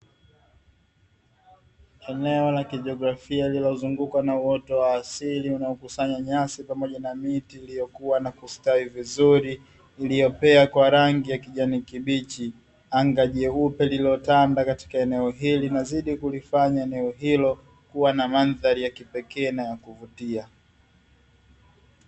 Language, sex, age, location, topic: Swahili, male, 25-35, Dar es Salaam, agriculture